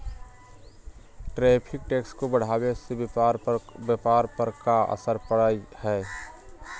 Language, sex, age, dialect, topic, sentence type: Magahi, male, 18-24, Western, banking, statement